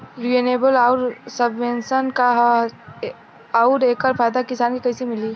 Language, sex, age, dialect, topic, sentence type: Bhojpuri, female, 18-24, Southern / Standard, agriculture, question